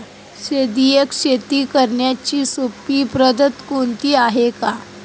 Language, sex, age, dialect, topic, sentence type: Marathi, female, 25-30, Standard Marathi, agriculture, question